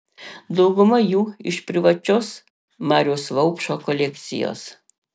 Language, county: Lithuanian, Panevėžys